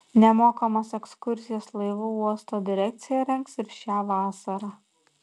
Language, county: Lithuanian, Šiauliai